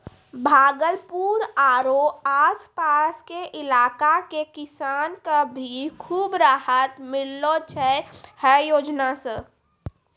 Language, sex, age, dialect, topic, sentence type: Maithili, female, 18-24, Angika, agriculture, statement